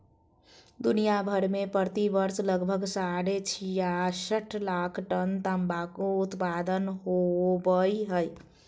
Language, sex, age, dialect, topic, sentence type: Magahi, female, 25-30, Southern, agriculture, statement